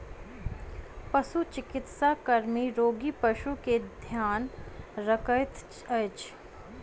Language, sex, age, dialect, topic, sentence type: Maithili, female, 25-30, Southern/Standard, agriculture, statement